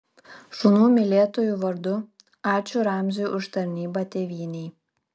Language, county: Lithuanian, Klaipėda